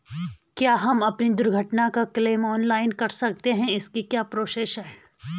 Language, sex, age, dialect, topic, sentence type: Hindi, female, 41-45, Garhwali, banking, question